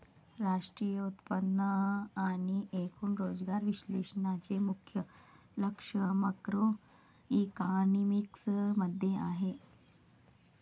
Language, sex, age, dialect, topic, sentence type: Marathi, female, 60-100, Varhadi, banking, statement